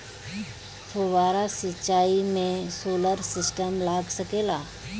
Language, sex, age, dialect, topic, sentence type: Bhojpuri, female, 36-40, Northern, agriculture, question